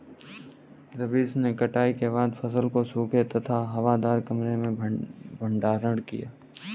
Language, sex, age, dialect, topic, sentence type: Hindi, male, 18-24, Kanauji Braj Bhasha, agriculture, statement